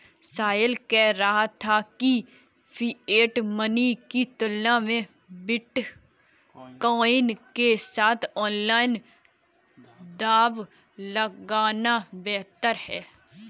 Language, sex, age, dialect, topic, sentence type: Hindi, female, 18-24, Kanauji Braj Bhasha, banking, statement